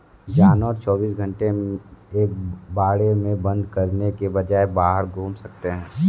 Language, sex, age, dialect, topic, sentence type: Hindi, male, 46-50, Kanauji Braj Bhasha, agriculture, statement